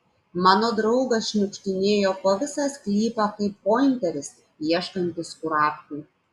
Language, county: Lithuanian, Klaipėda